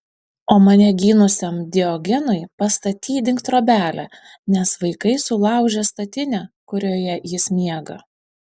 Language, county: Lithuanian, Panevėžys